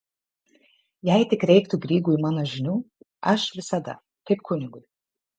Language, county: Lithuanian, Kaunas